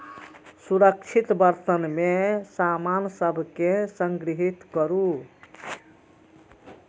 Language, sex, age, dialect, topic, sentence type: Maithili, female, 36-40, Eastern / Thethi, agriculture, statement